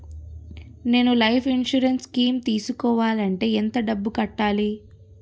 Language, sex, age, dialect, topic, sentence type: Telugu, female, 31-35, Utterandhra, banking, question